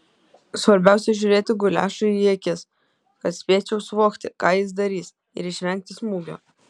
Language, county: Lithuanian, Kaunas